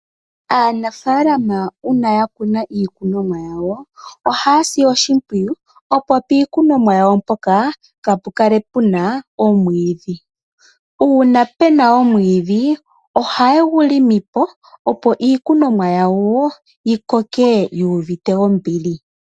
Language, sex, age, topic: Oshiwambo, female, 18-24, agriculture